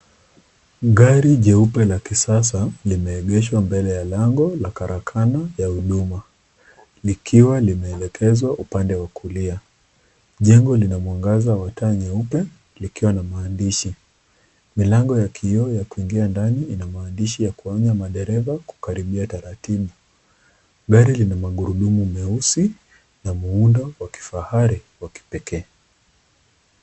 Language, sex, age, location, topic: Swahili, female, 25-35, Nakuru, finance